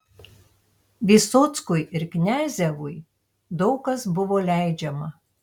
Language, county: Lithuanian, Tauragė